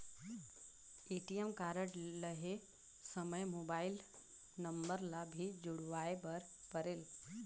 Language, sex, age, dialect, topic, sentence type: Chhattisgarhi, female, 31-35, Northern/Bhandar, banking, question